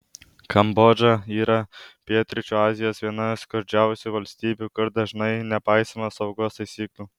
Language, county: Lithuanian, Alytus